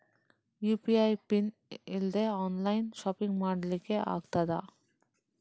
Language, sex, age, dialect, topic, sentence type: Kannada, female, 31-35, Coastal/Dakshin, banking, question